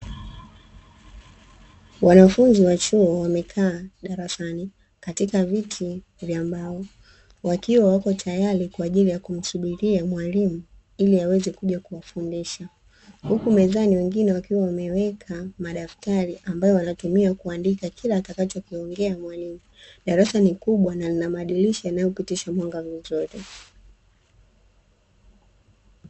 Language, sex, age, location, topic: Swahili, female, 25-35, Dar es Salaam, education